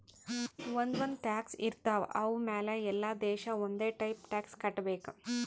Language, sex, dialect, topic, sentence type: Kannada, female, Northeastern, banking, statement